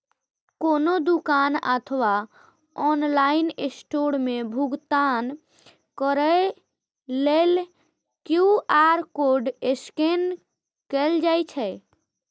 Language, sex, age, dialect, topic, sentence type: Maithili, female, 25-30, Eastern / Thethi, banking, statement